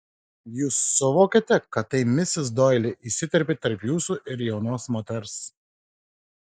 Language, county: Lithuanian, Marijampolė